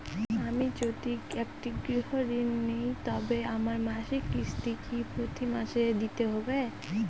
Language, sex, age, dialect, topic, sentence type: Bengali, female, 18-24, Northern/Varendri, banking, question